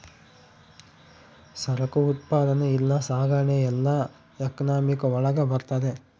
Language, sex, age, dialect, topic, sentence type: Kannada, male, 25-30, Central, banking, statement